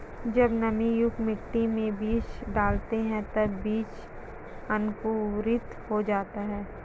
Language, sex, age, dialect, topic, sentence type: Hindi, female, 18-24, Marwari Dhudhari, agriculture, statement